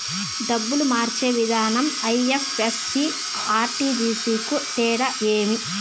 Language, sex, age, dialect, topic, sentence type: Telugu, female, 31-35, Southern, banking, question